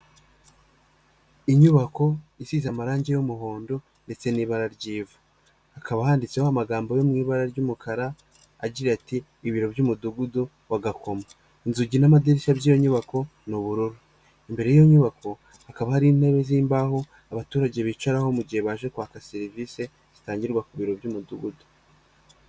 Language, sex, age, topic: Kinyarwanda, male, 25-35, government